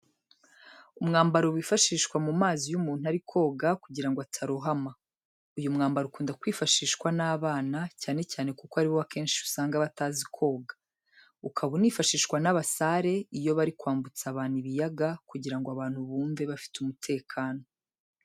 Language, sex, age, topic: Kinyarwanda, female, 25-35, education